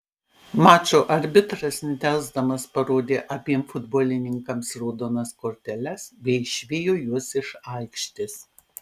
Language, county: Lithuanian, Panevėžys